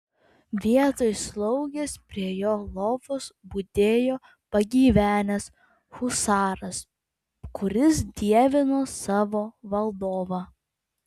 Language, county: Lithuanian, Vilnius